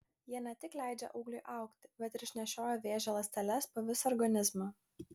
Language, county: Lithuanian, Klaipėda